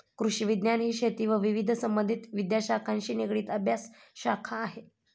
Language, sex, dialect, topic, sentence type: Marathi, female, Standard Marathi, agriculture, statement